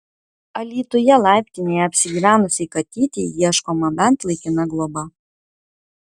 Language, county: Lithuanian, Kaunas